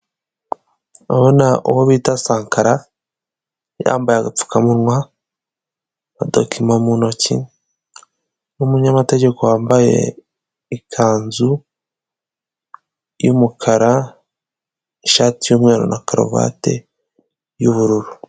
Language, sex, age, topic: Kinyarwanda, male, 18-24, government